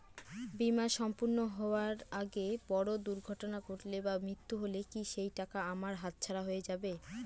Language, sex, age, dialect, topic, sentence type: Bengali, female, 18-24, Northern/Varendri, banking, question